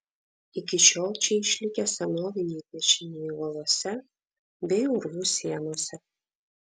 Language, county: Lithuanian, Vilnius